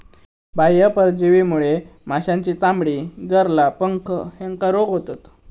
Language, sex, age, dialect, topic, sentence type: Marathi, male, 56-60, Southern Konkan, agriculture, statement